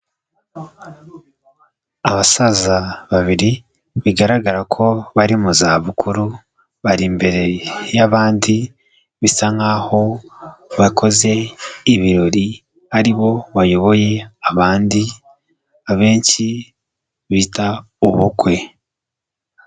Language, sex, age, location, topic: Kinyarwanda, male, 18-24, Kigali, health